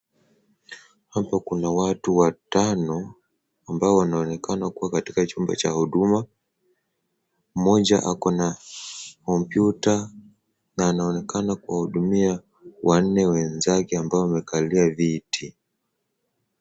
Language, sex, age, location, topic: Swahili, male, 18-24, Wajir, government